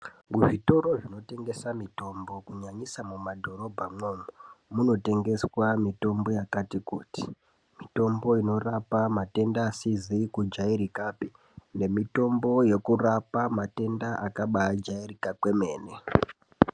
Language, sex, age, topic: Ndau, male, 18-24, health